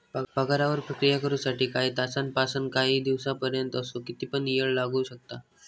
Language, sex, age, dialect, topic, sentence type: Marathi, male, 18-24, Southern Konkan, banking, statement